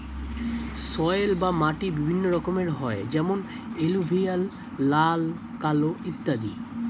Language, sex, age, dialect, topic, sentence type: Bengali, male, 18-24, Standard Colloquial, agriculture, statement